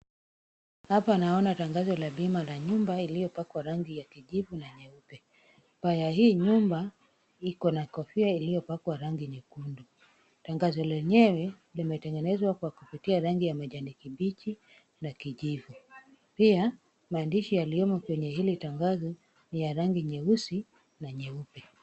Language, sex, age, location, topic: Swahili, female, 36-49, Kisumu, finance